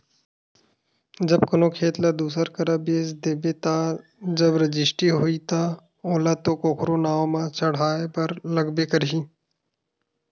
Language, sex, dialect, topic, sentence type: Chhattisgarhi, male, Western/Budati/Khatahi, banking, statement